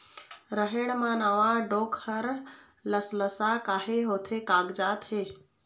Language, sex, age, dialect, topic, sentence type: Chhattisgarhi, female, 25-30, Eastern, agriculture, question